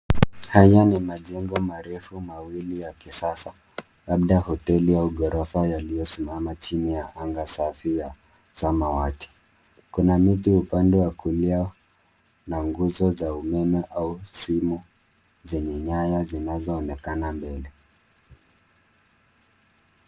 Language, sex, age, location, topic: Swahili, male, 25-35, Nairobi, finance